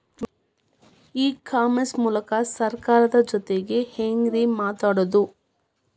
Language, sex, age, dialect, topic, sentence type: Kannada, female, 25-30, Dharwad Kannada, agriculture, question